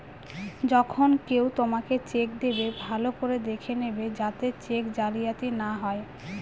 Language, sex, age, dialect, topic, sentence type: Bengali, female, 25-30, Northern/Varendri, banking, statement